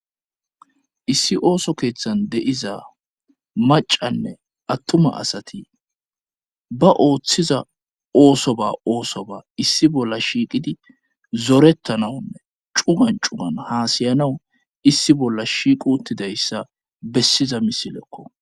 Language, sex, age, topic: Gamo, male, 25-35, government